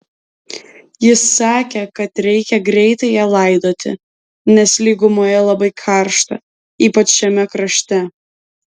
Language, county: Lithuanian, Alytus